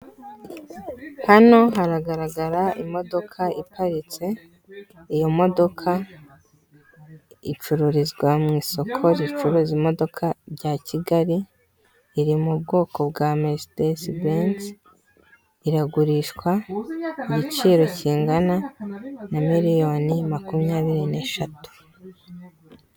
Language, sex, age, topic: Kinyarwanda, female, 18-24, finance